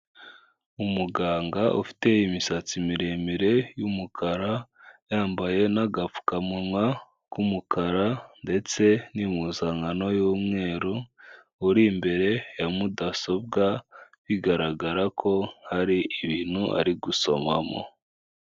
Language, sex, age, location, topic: Kinyarwanda, male, 25-35, Kigali, health